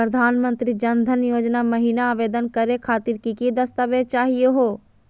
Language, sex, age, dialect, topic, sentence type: Magahi, female, 31-35, Southern, banking, question